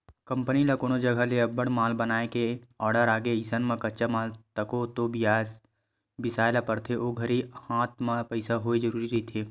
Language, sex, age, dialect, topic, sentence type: Chhattisgarhi, male, 18-24, Western/Budati/Khatahi, banking, statement